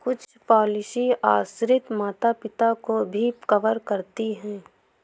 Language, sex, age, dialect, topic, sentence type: Hindi, female, 18-24, Awadhi Bundeli, banking, statement